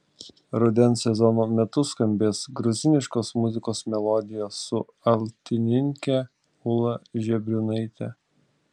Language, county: Lithuanian, Klaipėda